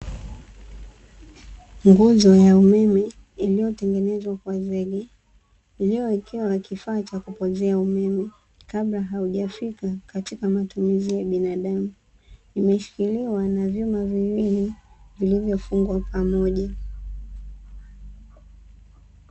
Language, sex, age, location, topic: Swahili, female, 18-24, Dar es Salaam, government